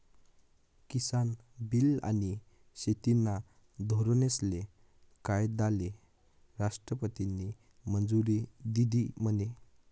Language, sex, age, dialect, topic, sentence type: Marathi, male, 18-24, Northern Konkan, agriculture, statement